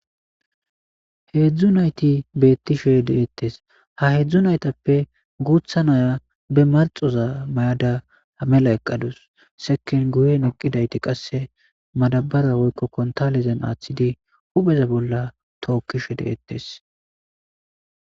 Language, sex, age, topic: Gamo, male, 25-35, government